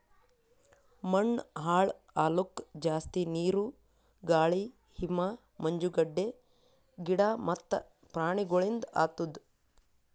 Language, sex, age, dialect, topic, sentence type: Kannada, female, 18-24, Northeastern, agriculture, statement